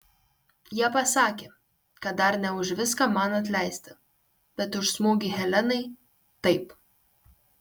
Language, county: Lithuanian, Kaunas